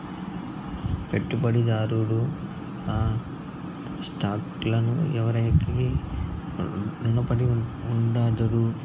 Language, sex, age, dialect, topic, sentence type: Telugu, male, 18-24, Southern, banking, statement